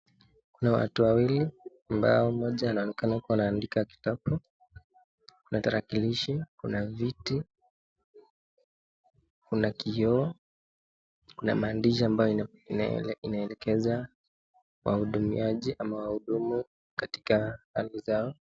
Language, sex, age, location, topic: Swahili, male, 18-24, Nakuru, government